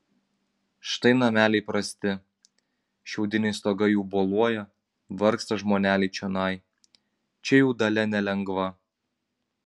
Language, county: Lithuanian, Kaunas